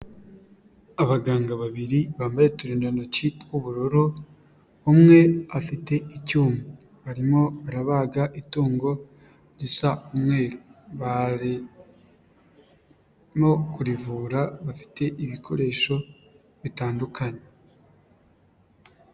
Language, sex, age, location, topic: Kinyarwanda, male, 18-24, Nyagatare, agriculture